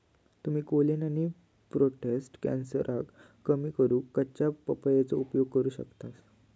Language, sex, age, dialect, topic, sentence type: Marathi, male, 18-24, Southern Konkan, agriculture, statement